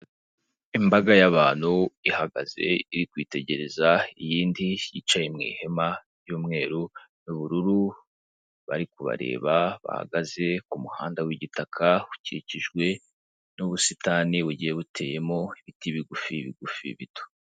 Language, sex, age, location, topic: Kinyarwanda, male, 18-24, Kigali, government